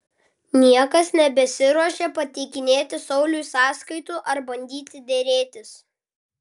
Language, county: Lithuanian, Klaipėda